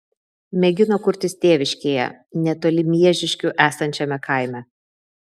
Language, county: Lithuanian, Vilnius